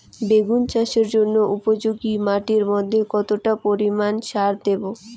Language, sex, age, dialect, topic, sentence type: Bengali, female, 18-24, Rajbangshi, agriculture, question